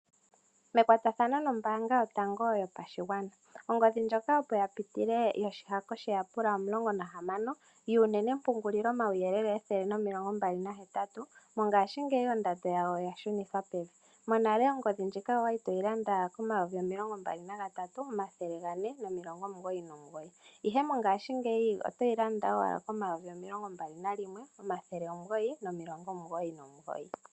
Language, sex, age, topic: Oshiwambo, female, 25-35, finance